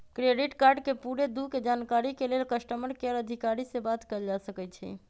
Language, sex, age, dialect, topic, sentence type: Magahi, male, 25-30, Western, banking, statement